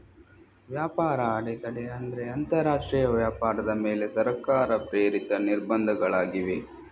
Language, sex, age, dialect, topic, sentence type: Kannada, male, 31-35, Coastal/Dakshin, banking, statement